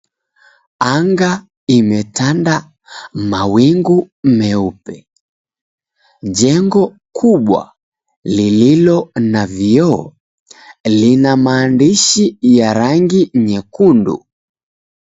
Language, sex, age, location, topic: Swahili, female, 18-24, Mombasa, government